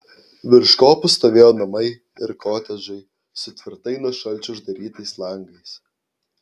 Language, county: Lithuanian, Klaipėda